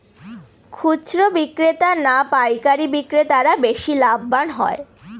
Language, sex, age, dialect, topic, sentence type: Bengali, female, 18-24, Northern/Varendri, agriculture, question